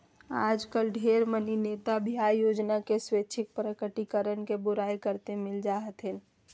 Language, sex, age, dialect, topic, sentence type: Magahi, female, 25-30, Southern, banking, statement